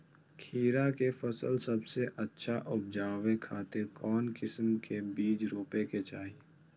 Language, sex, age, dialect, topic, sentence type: Magahi, male, 18-24, Southern, agriculture, question